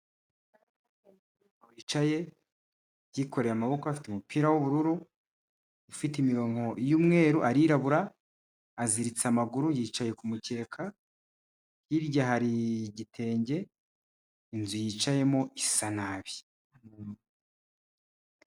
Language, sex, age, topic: Kinyarwanda, male, 25-35, health